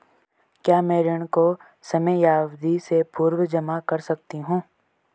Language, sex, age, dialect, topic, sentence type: Hindi, female, 18-24, Garhwali, banking, question